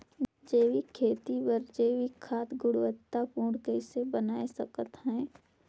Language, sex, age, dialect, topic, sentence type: Chhattisgarhi, female, 18-24, Northern/Bhandar, agriculture, question